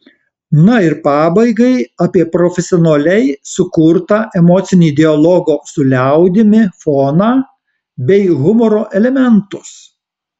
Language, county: Lithuanian, Alytus